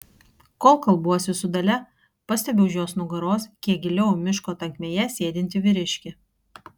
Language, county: Lithuanian, Kaunas